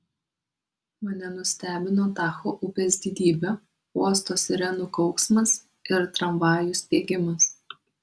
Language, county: Lithuanian, Kaunas